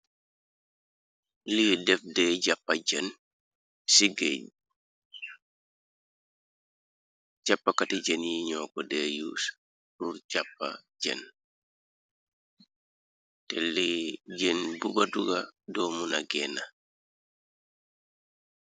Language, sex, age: Wolof, male, 36-49